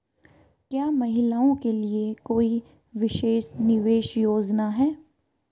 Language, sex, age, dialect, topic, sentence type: Hindi, female, 18-24, Marwari Dhudhari, banking, question